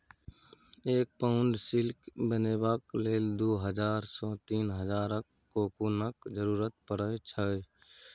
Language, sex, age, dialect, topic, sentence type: Maithili, male, 31-35, Bajjika, agriculture, statement